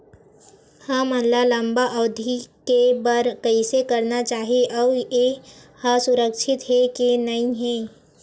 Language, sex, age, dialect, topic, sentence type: Chhattisgarhi, female, 18-24, Western/Budati/Khatahi, banking, question